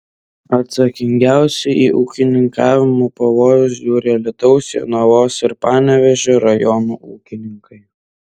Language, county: Lithuanian, Vilnius